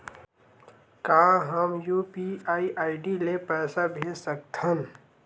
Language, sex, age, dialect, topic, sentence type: Chhattisgarhi, male, 18-24, Western/Budati/Khatahi, banking, question